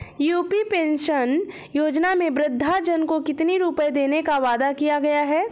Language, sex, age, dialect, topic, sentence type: Hindi, female, 25-30, Awadhi Bundeli, banking, question